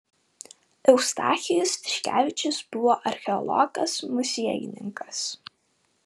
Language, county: Lithuanian, Vilnius